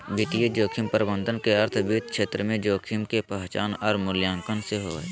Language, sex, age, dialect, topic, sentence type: Magahi, male, 18-24, Southern, banking, statement